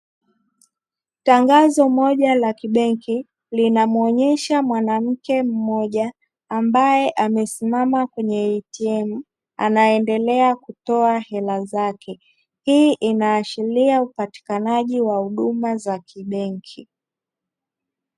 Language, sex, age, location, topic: Swahili, male, 36-49, Dar es Salaam, finance